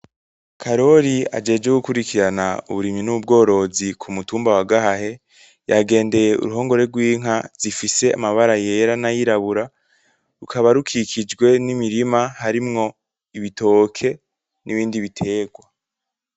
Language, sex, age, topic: Rundi, male, 18-24, agriculture